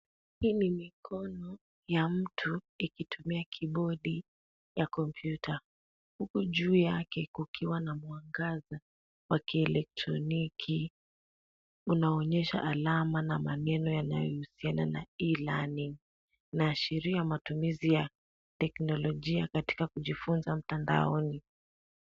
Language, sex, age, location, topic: Swahili, female, 18-24, Nairobi, education